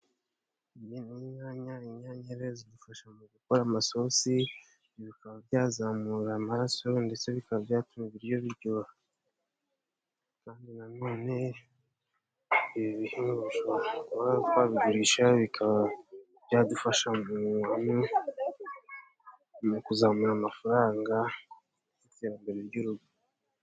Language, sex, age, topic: Kinyarwanda, male, 25-35, agriculture